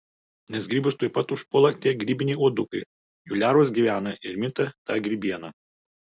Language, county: Lithuanian, Utena